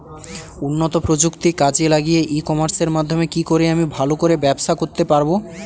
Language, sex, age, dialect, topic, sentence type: Bengali, male, 18-24, Standard Colloquial, agriculture, question